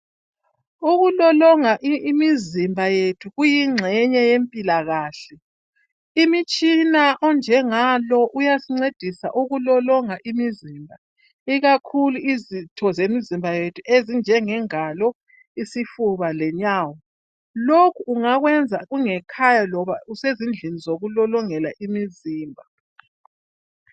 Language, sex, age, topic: North Ndebele, female, 50+, health